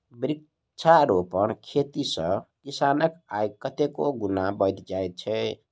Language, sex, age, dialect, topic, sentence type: Maithili, male, 25-30, Southern/Standard, agriculture, statement